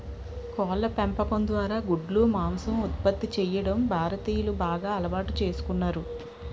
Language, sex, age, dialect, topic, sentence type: Telugu, female, 36-40, Utterandhra, agriculture, statement